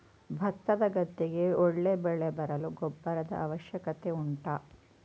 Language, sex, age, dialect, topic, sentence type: Kannada, female, 18-24, Coastal/Dakshin, agriculture, question